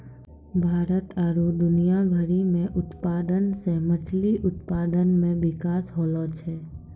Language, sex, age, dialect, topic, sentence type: Maithili, female, 18-24, Angika, agriculture, statement